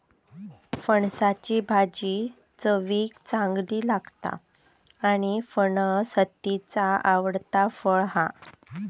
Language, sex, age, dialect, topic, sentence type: Marathi, female, 18-24, Southern Konkan, agriculture, statement